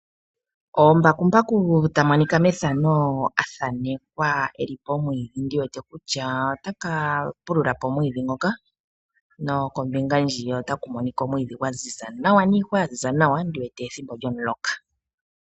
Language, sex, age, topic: Oshiwambo, female, 36-49, agriculture